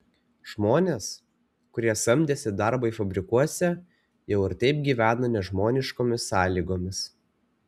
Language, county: Lithuanian, Kaunas